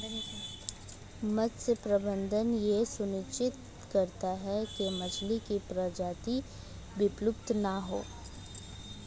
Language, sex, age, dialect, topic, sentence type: Hindi, female, 18-24, Hindustani Malvi Khadi Boli, agriculture, statement